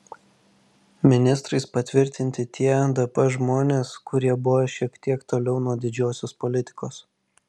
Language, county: Lithuanian, Vilnius